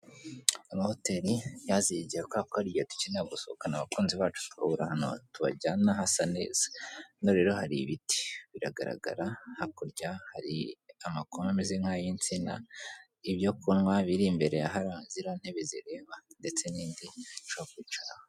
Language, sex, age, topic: Kinyarwanda, female, 18-24, finance